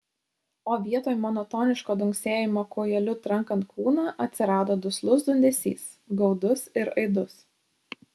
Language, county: Lithuanian, Šiauliai